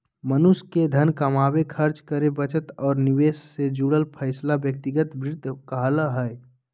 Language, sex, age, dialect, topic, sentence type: Magahi, male, 18-24, Southern, banking, statement